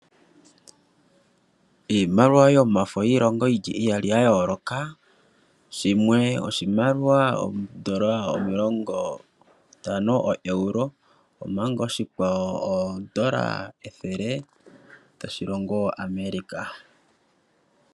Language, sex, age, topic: Oshiwambo, male, 25-35, finance